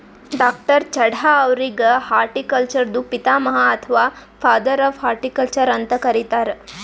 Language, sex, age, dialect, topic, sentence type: Kannada, female, 18-24, Northeastern, agriculture, statement